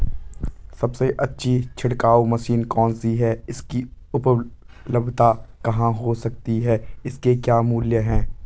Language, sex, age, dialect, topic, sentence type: Hindi, male, 18-24, Garhwali, agriculture, question